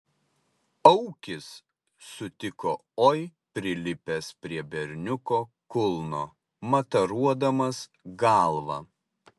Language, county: Lithuanian, Utena